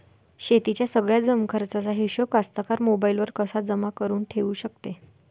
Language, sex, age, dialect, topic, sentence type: Marathi, female, 41-45, Varhadi, agriculture, question